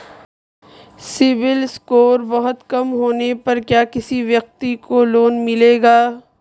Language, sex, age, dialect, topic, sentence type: Hindi, female, 25-30, Marwari Dhudhari, banking, question